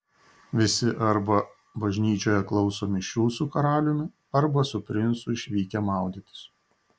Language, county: Lithuanian, Šiauliai